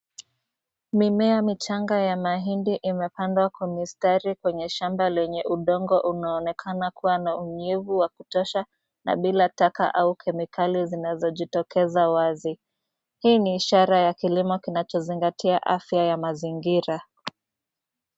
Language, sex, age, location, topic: Swahili, female, 25-35, Nairobi, health